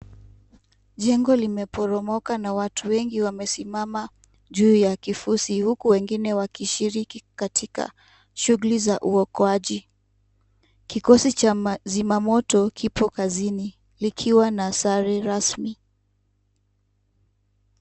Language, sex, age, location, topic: Swahili, female, 25-35, Kisumu, health